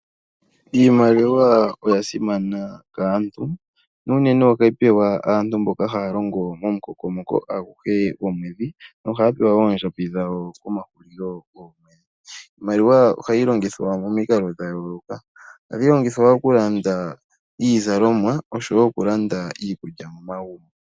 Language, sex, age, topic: Oshiwambo, male, 18-24, finance